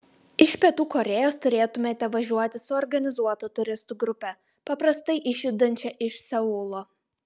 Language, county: Lithuanian, Klaipėda